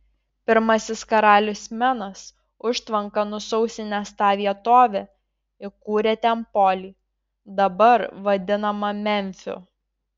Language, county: Lithuanian, Šiauliai